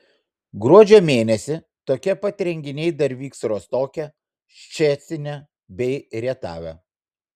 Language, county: Lithuanian, Vilnius